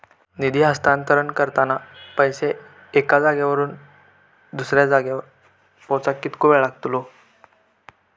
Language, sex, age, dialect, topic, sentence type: Marathi, male, 18-24, Southern Konkan, banking, question